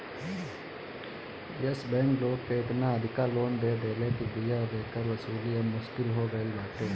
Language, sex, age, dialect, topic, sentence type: Bhojpuri, male, 25-30, Northern, banking, statement